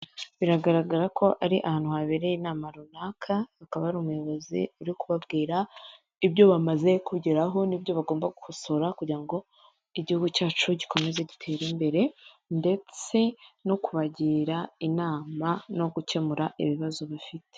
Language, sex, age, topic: Kinyarwanda, female, 25-35, government